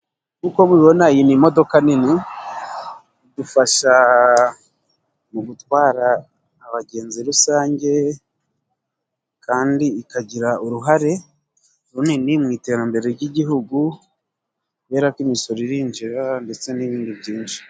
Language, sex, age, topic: Kinyarwanda, male, 25-35, government